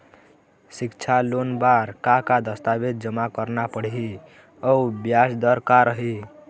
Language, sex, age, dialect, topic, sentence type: Chhattisgarhi, male, 18-24, Eastern, banking, question